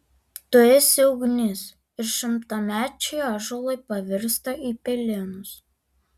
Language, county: Lithuanian, Alytus